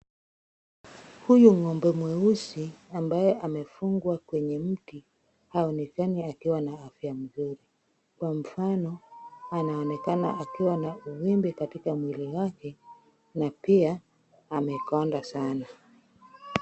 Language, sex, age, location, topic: Swahili, female, 36-49, Kisumu, agriculture